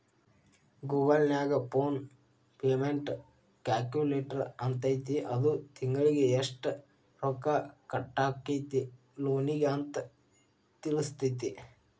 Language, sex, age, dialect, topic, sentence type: Kannada, male, 18-24, Dharwad Kannada, banking, statement